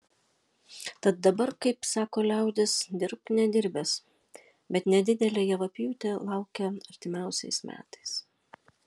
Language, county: Lithuanian, Alytus